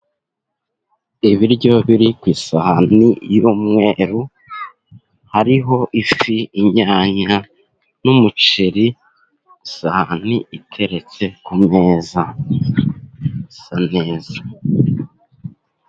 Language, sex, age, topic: Kinyarwanda, male, 18-24, agriculture